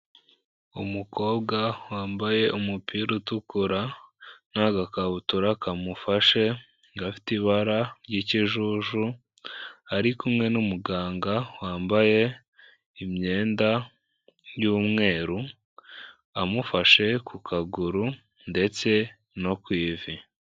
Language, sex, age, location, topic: Kinyarwanda, male, 25-35, Kigali, health